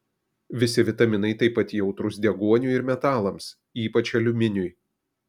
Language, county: Lithuanian, Kaunas